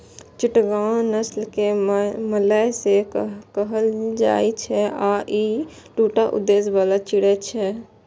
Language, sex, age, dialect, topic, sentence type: Maithili, female, 18-24, Eastern / Thethi, agriculture, statement